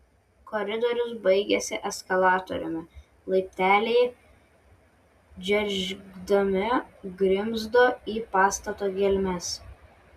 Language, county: Lithuanian, Vilnius